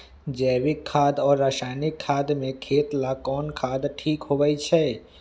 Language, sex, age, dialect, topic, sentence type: Magahi, male, 25-30, Western, agriculture, question